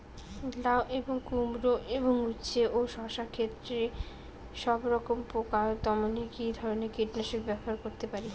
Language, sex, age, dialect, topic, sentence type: Bengali, female, 18-24, Rajbangshi, agriculture, question